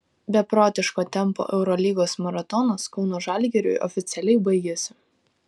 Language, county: Lithuanian, Kaunas